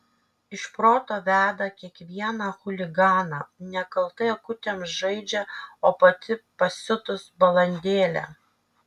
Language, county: Lithuanian, Kaunas